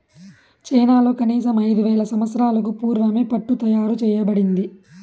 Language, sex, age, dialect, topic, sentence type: Telugu, male, 18-24, Southern, agriculture, statement